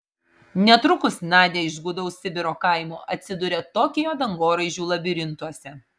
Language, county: Lithuanian, Marijampolė